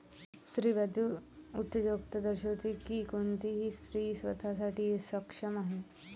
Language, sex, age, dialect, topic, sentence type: Marathi, male, 18-24, Varhadi, banking, statement